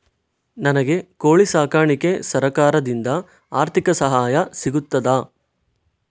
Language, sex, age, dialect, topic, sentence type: Kannada, male, 18-24, Coastal/Dakshin, agriculture, question